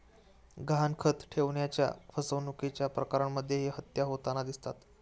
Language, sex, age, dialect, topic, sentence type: Marathi, male, 18-24, Standard Marathi, banking, statement